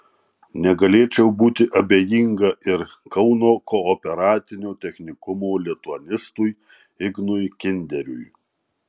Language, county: Lithuanian, Marijampolė